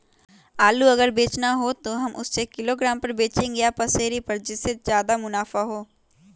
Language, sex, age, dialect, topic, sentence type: Magahi, female, 18-24, Western, agriculture, question